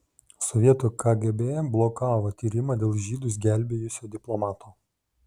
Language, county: Lithuanian, Šiauliai